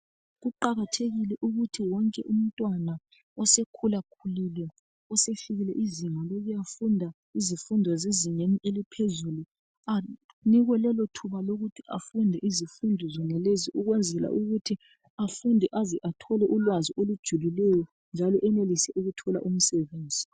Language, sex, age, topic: North Ndebele, male, 36-49, education